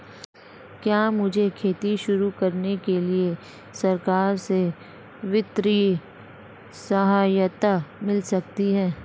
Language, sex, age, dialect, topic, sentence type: Hindi, female, 25-30, Marwari Dhudhari, agriculture, question